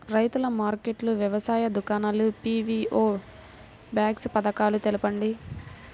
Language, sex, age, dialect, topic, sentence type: Telugu, female, 18-24, Central/Coastal, agriculture, question